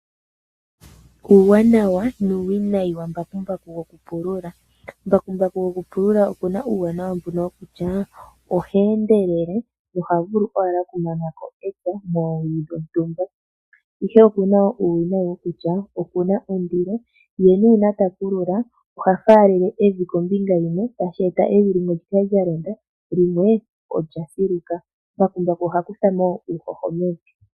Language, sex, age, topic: Oshiwambo, female, 25-35, agriculture